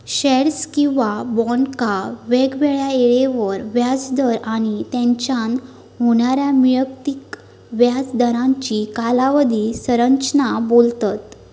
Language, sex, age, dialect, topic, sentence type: Marathi, female, 31-35, Southern Konkan, banking, statement